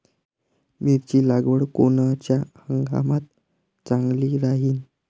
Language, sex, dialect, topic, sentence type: Marathi, male, Varhadi, agriculture, question